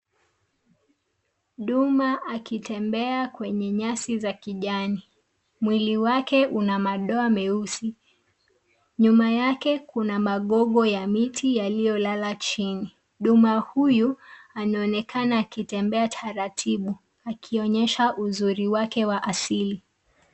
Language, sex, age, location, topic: Swahili, female, 25-35, Nairobi, government